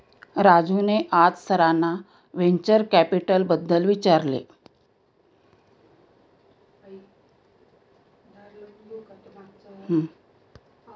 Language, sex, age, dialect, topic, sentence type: Marathi, female, 60-100, Standard Marathi, banking, statement